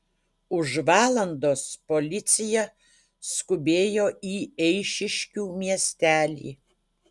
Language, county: Lithuanian, Utena